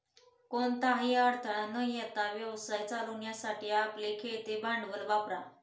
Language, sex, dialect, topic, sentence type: Marathi, female, Standard Marathi, banking, statement